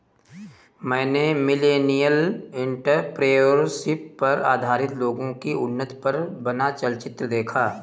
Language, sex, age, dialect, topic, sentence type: Hindi, male, 18-24, Awadhi Bundeli, banking, statement